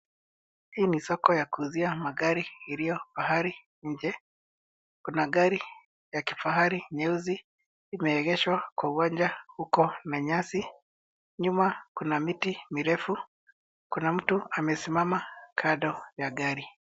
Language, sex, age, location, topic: Swahili, male, 50+, Nairobi, finance